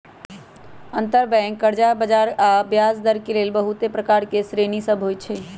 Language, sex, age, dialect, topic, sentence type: Magahi, male, 18-24, Western, banking, statement